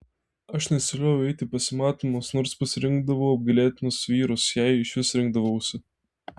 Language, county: Lithuanian, Telšiai